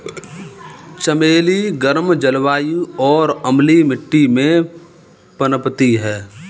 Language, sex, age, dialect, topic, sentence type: Hindi, male, 18-24, Kanauji Braj Bhasha, agriculture, statement